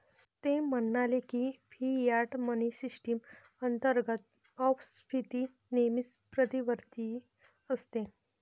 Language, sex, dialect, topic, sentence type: Marathi, female, Varhadi, banking, statement